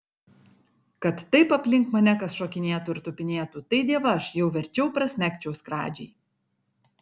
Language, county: Lithuanian, Kaunas